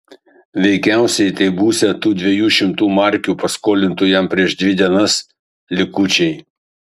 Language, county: Lithuanian, Kaunas